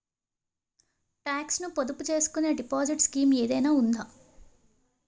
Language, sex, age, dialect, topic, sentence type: Telugu, female, 18-24, Utterandhra, banking, question